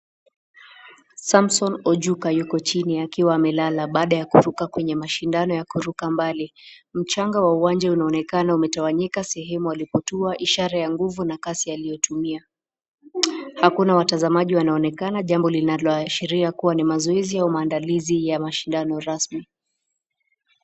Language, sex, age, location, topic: Swahili, female, 18-24, Nakuru, education